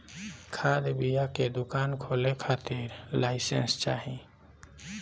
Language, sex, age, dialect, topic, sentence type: Bhojpuri, male, 18-24, Northern, agriculture, statement